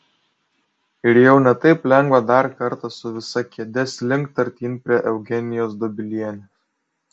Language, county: Lithuanian, Kaunas